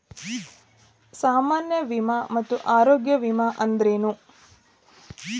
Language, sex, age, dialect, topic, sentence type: Kannada, female, 31-35, Dharwad Kannada, banking, question